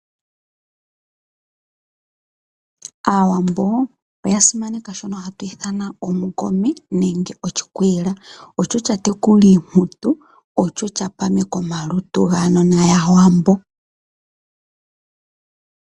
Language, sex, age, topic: Oshiwambo, female, 25-35, agriculture